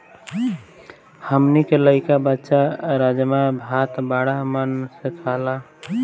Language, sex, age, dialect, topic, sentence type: Bhojpuri, male, 18-24, Northern, agriculture, statement